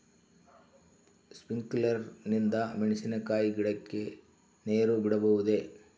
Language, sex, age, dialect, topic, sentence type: Kannada, male, 51-55, Central, agriculture, question